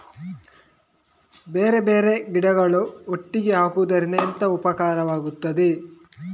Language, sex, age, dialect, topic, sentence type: Kannada, male, 18-24, Coastal/Dakshin, agriculture, question